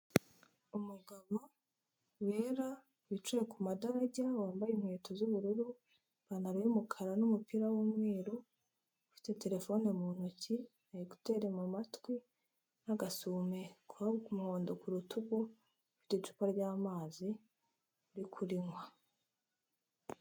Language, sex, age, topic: Kinyarwanda, female, 25-35, health